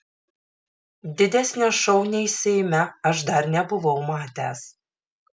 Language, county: Lithuanian, Šiauliai